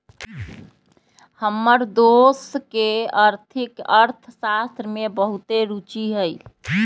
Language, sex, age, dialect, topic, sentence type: Magahi, female, 31-35, Western, banking, statement